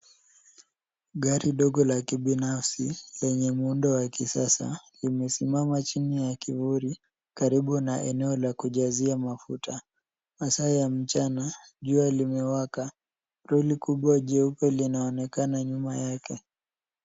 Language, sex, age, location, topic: Swahili, male, 18-24, Nairobi, finance